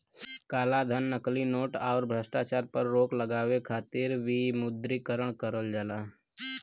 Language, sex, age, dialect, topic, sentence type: Bhojpuri, male, 18-24, Western, banking, statement